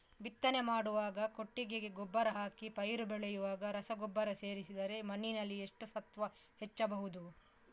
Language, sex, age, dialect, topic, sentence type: Kannada, female, 18-24, Coastal/Dakshin, agriculture, question